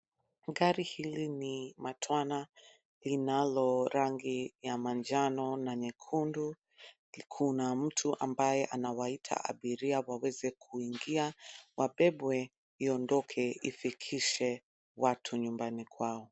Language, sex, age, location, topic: Swahili, female, 25-35, Nairobi, government